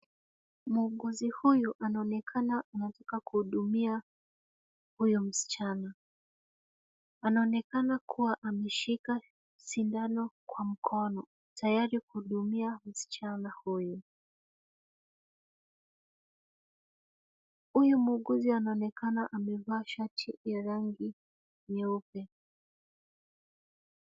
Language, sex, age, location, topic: Swahili, female, 25-35, Kisumu, health